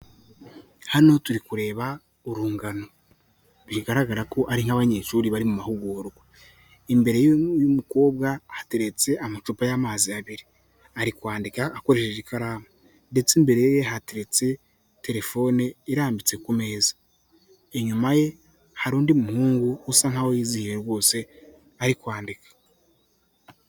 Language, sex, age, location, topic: Kinyarwanda, male, 25-35, Kigali, government